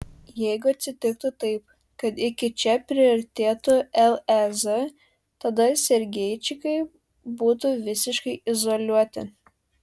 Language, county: Lithuanian, Šiauliai